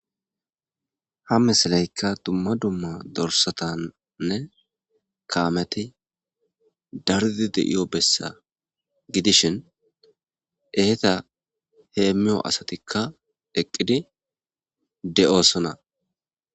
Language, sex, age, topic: Gamo, male, 25-35, agriculture